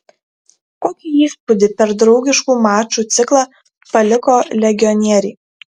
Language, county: Lithuanian, Kaunas